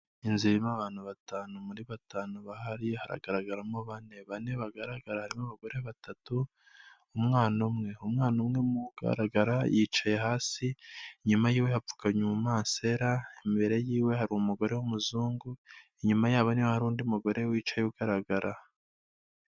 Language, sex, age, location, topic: Kinyarwanda, male, 25-35, Kigali, health